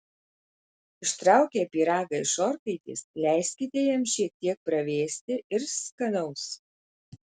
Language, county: Lithuanian, Marijampolė